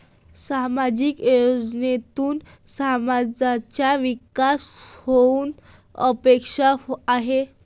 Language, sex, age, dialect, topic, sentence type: Marathi, female, 18-24, Varhadi, banking, statement